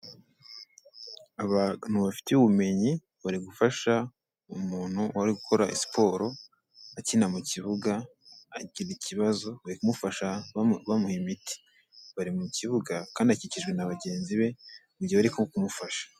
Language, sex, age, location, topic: Kinyarwanda, male, 18-24, Kigali, health